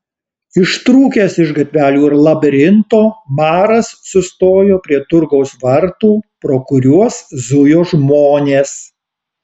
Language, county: Lithuanian, Alytus